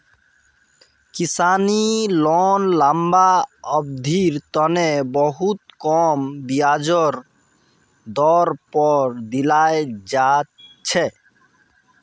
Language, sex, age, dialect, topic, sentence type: Magahi, male, 31-35, Northeastern/Surjapuri, agriculture, statement